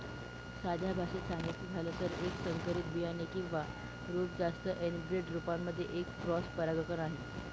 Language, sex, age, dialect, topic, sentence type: Marathi, female, 18-24, Northern Konkan, agriculture, statement